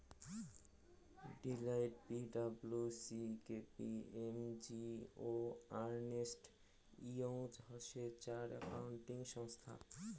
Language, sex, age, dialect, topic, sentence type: Bengali, male, 18-24, Rajbangshi, banking, statement